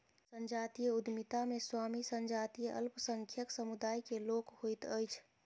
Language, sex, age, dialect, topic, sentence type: Maithili, female, 25-30, Southern/Standard, banking, statement